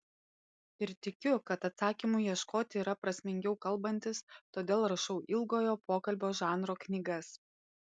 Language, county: Lithuanian, Panevėžys